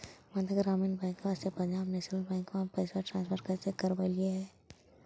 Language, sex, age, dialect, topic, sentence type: Magahi, female, 18-24, Central/Standard, banking, question